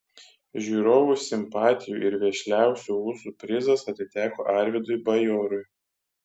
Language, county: Lithuanian, Kaunas